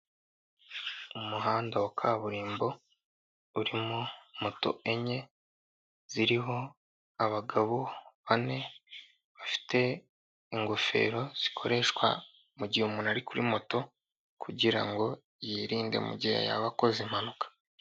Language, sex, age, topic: Kinyarwanda, male, 18-24, government